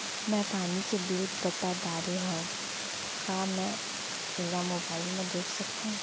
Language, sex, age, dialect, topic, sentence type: Chhattisgarhi, female, 60-100, Central, banking, question